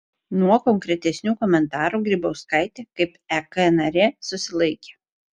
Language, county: Lithuanian, Vilnius